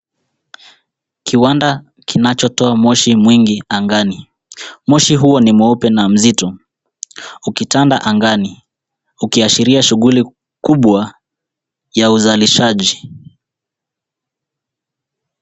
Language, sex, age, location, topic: Swahili, male, 18-24, Nairobi, government